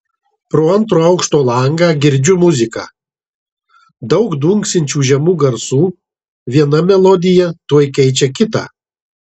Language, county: Lithuanian, Marijampolė